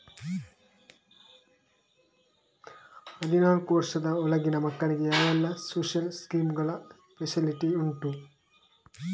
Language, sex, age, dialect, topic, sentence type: Kannada, male, 18-24, Coastal/Dakshin, banking, question